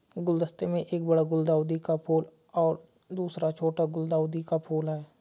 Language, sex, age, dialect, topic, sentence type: Hindi, male, 25-30, Kanauji Braj Bhasha, agriculture, statement